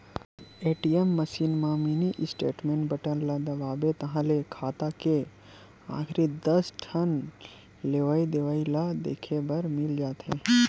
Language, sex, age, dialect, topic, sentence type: Chhattisgarhi, male, 25-30, Western/Budati/Khatahi, banking, statement